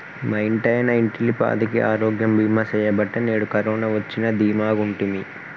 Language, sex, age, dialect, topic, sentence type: Telugu, male, 18-24, Telangana, banking, statement